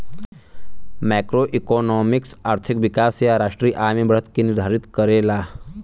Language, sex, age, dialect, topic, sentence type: Bhojpuri, male, 25-30, Western, banking, statement